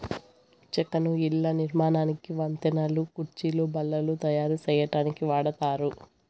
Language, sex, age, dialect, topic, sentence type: Telugu, male, 25-30, Southern, agriculture, statement